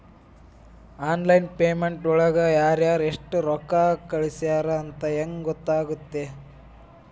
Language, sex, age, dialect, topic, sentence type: Kannada, male, 18-24, Dharwad Kannada, banking, question